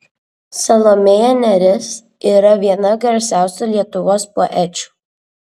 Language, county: Lithuanian, Vilnius